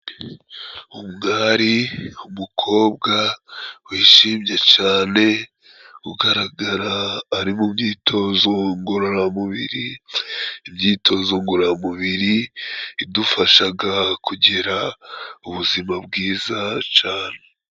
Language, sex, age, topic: Kinyarwanda, male, 25-35, government